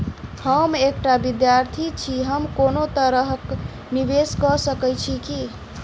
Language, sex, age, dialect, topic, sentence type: Maithili, female, 25-30, Southern/Standard, banking, question